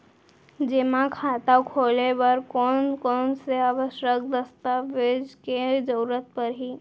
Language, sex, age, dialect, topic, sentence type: Chhattisgarhi, female, 18-24, Central, banking, question